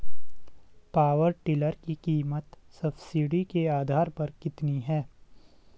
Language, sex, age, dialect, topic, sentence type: Hindi, male, 18-24, Garhwali, agriculture, question